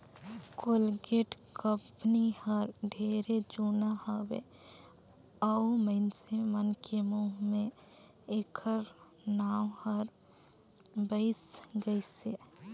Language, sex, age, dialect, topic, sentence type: Chhattisgarhi, female, 18-24, Northern/Bhandar, banking, statement